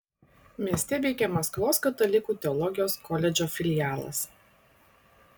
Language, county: Lithuanian, Klaipėda